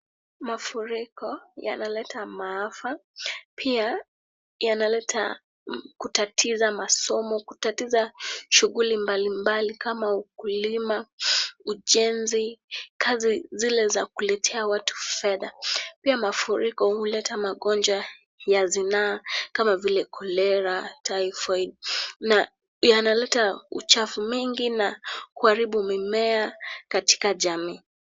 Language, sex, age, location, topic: Swahili, female, 18-24, Kisumu, health